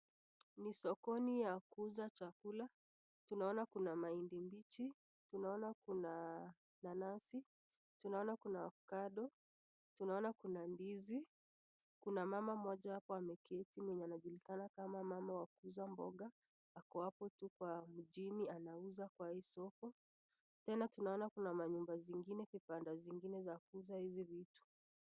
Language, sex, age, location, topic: Swahili, female, 25-35, Nakuru, finance